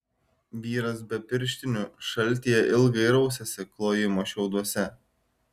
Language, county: Lithuanian, Šiauliai